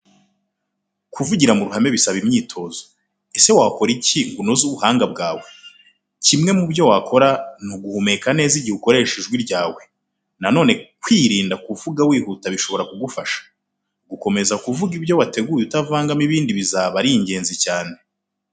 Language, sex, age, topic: Kinyarwanda, male, 25-35, education